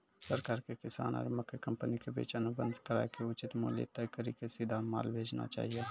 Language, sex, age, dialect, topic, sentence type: Maithili, male, 18-24, Angika, agriculture, question